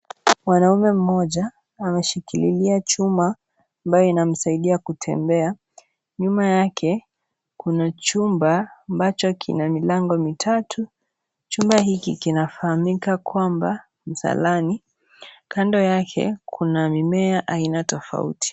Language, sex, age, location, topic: Swahili, female, 18-24, Kisii, health